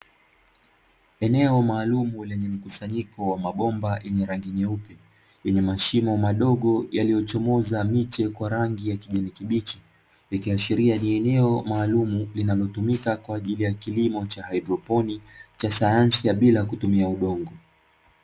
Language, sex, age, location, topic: Swahili, male, 25-35, Dar es Salaam, agriculture